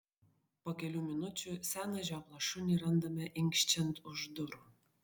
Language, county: Lithuanian, Vilnius